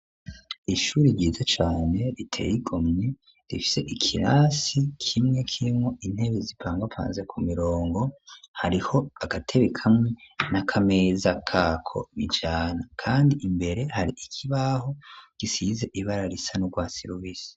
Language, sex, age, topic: Rundi, male, 36-49, education